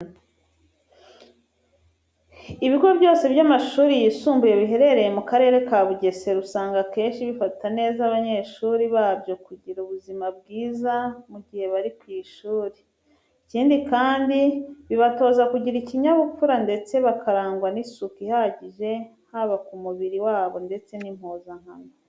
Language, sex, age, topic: Kinyarwanda, female, 25-35, education